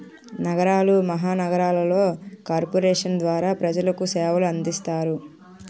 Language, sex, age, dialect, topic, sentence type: Telugu, female, 41-45, Utterandhra, banking, statement